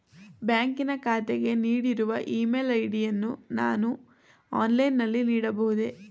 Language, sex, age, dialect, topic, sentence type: Kannada, female, 18-24, Mysore Kannada, banking, question